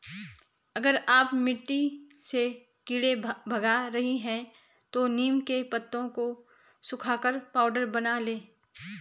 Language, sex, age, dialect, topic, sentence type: Hindi, female, 36-40, Garhwali, agriculture, statement